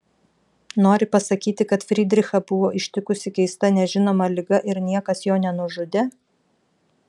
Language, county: Lithuanian, Vilnius